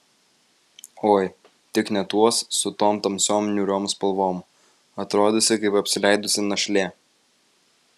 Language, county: Lithuanian, Vilnius